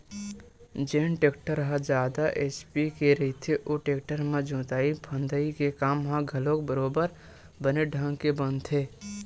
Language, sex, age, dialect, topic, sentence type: Chhattisgarhi, male, 18-24, Western/Budati/Khatahi, banking, statement